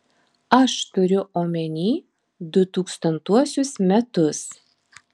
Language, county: Lithuanian, Marijampolė